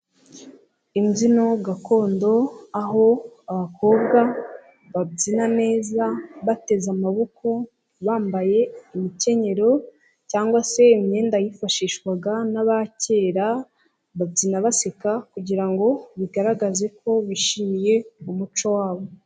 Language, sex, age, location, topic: Kinyarwanda, female, 18-24, Nyagatare, government